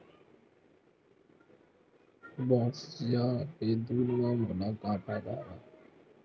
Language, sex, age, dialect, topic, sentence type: Chhattisgarhi, male, 25-30, Western/Budati/Khatahi, agriculture, question